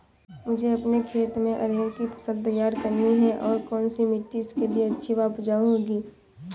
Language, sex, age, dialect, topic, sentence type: Hindi, female, 18-24, Awadhi Bundeli, agriculture, question